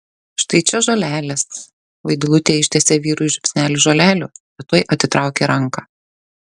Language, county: Lithuanian, Šiauliai